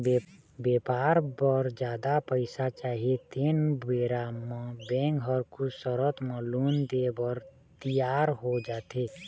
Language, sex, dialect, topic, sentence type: Chhattisgarhi, male, Eastern, banking, statement